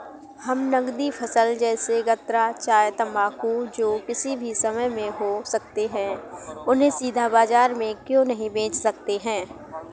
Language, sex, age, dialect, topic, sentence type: Hindi, female, 18-24, Awadhi Bundeli, agriculture, question